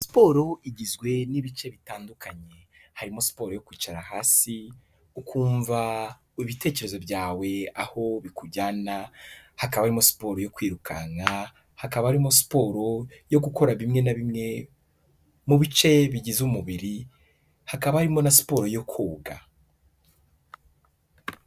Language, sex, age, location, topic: Kinyarwanda, male, 18-24, Kigali, health